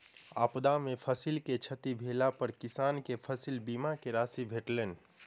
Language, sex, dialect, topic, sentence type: Maithili, male, Southern/Standard, banking, statement